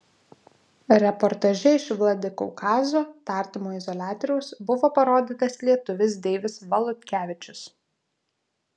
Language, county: Lithuanian, Vilnius